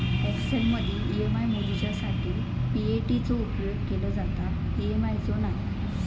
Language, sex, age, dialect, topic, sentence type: Marathi, female, 25-30, Southern Konkan, agriculture, statement